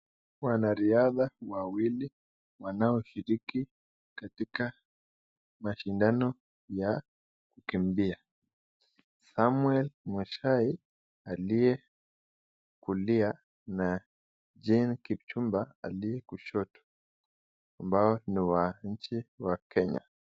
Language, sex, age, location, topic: Swahili, male, 18-24, Nakuru, education